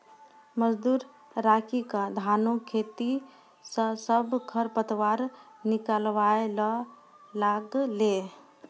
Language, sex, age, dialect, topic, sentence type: Maithili, female, 60-100, Angika, agriculture, statement